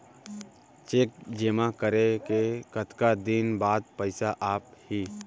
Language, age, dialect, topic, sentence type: Chhattisgarhi, 18-24, Central, banking, question